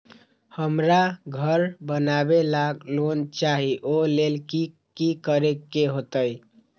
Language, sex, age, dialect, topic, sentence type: Magahi, male, 25-30, Western, banking, question